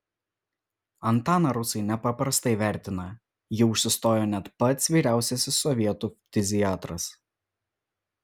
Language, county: Lithuanian, Vilnius